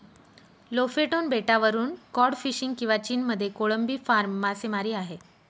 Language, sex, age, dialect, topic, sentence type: Marathi, female, 25-30, Northern Konkan, agriculture, statement